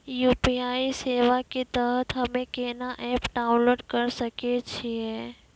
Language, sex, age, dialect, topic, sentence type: Maithili, female, 25-30, Angika, banking, question